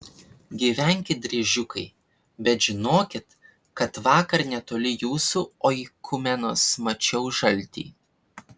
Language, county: Lithuanian, Vilnius